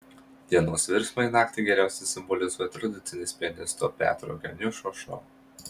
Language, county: Lithuanian, Marijampolė